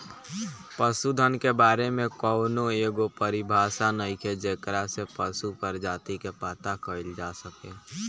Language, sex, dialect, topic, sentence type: Bhojpuri, male, Southern / Standard, agriculture, statement